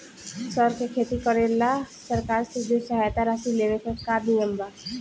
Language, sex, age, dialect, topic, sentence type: Bhojpuri, female, 18-24, Southern / Standard, agriculture, question